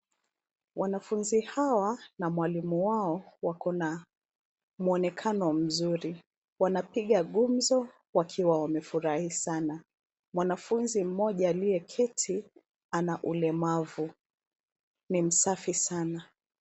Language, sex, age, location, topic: Swahili, female, 25-35, Nairobi, education